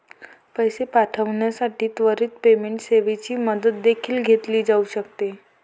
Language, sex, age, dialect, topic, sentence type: Marathi, female, 18-24, Varhadi, banking, statement